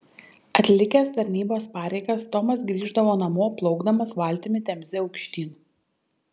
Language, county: Lithuanian, Šiauliai